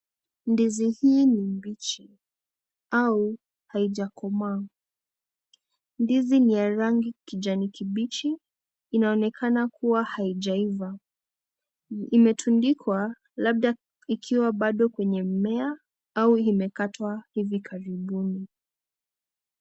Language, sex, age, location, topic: Swahili, female, 18-24, Nakuru, agriculture